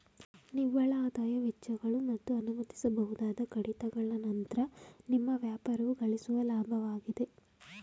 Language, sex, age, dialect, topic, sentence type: Kannada, female, 18-24, Mysore Kannada, banking, statement